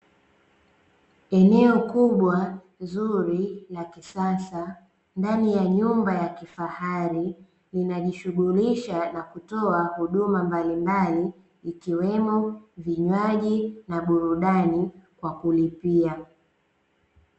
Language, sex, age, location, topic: Swahili, female, 18-24, Dar es Salaam, finance